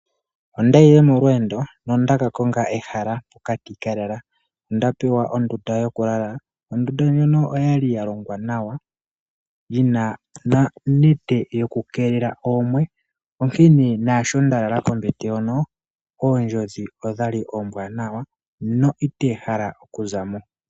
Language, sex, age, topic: Oshiwambo, male, 25-35, agriculture